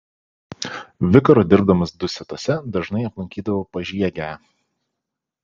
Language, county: Lithuanian, Panevėžys